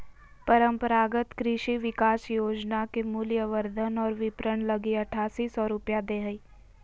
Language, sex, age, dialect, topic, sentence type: Magahi, female, 18-24, Southern, agriculture, statement